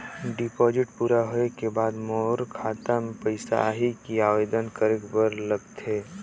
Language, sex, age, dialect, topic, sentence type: Chhattisgarhi, male, 18-24, Northern/Bhandar, banking, question